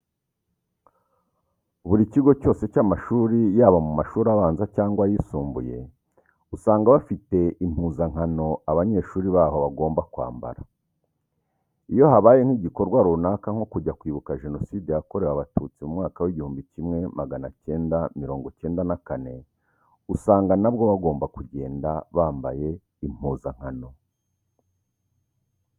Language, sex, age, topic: Kinyarwanda, male, 36-49, education